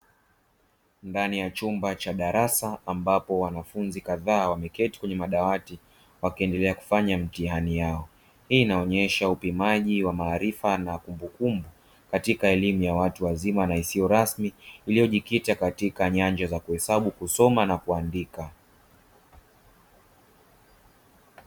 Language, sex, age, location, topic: Swahili, male, 25-35, Dar es Salaam, education